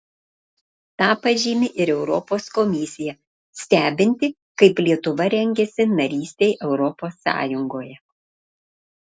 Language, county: Lithuanian, Panevėžys